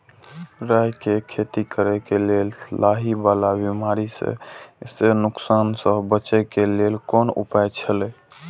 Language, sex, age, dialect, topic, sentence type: Maithili, male, 18-24, Eastern / Thethi, agriculture, question